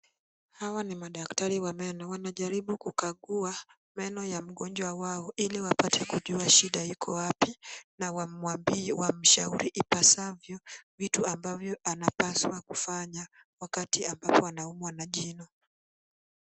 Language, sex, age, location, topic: Swahili, female, 18-24, Kisumu, health